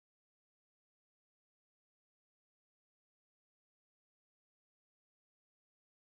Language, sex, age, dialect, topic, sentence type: Maithili, male, 25-30, Southern/Standard, banking, statement